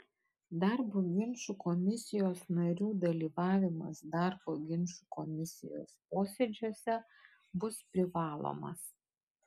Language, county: Lithuanian, Kaunas